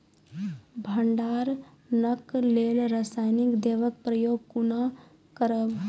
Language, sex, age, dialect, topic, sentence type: Maithili, female, 18-24, Angika, agriculture, question